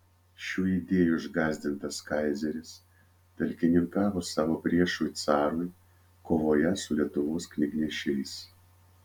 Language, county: Lithuanian, Vilnius